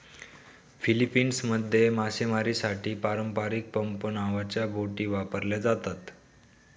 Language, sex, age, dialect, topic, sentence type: Marathi, male, 18-24, Northern Konkan, agriculture, statement